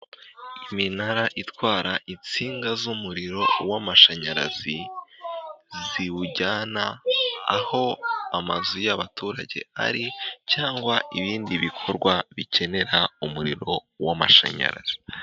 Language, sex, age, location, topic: Kinyarwanda, male, 18-24, Kigali, government